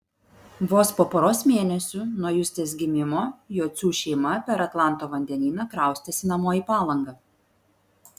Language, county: Lithuanian, Vilnius